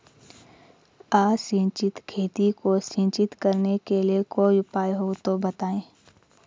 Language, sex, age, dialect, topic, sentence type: Hindi, female, 25-30, Garhwali, agriculture, question